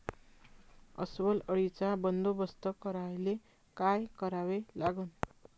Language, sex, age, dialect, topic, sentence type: Marathi, female, 41-45, Varhadi, agriculture, question